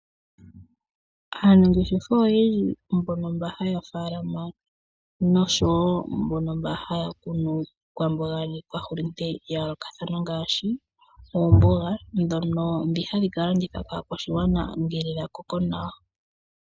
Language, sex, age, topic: Oshiwambo, female, 18-24, agriculture